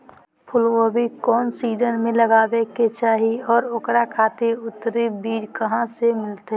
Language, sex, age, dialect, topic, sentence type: Magahi, male, 18-24, Southern, agriculture, question